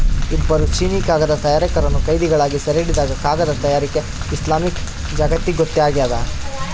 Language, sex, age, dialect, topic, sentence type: Kannada, female, 18-24, Central, agriculture, statement